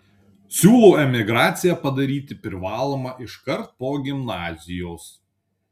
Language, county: Lithuanian, Panevėžys